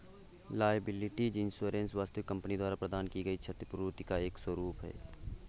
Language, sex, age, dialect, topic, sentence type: Hindi, male, 18-24, Awadhi Bundeli, banking, statement